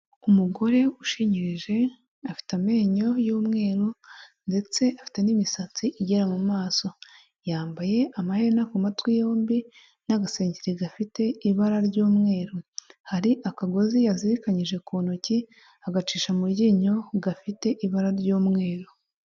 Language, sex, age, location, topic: Kinyarwanda, female, 25-35, Huye, health